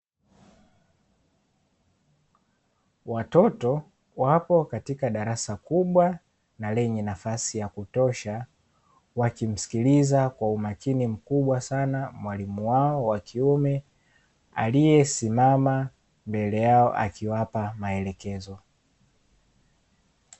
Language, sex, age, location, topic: Swahili, male, 18-24, Dar es Salaam, education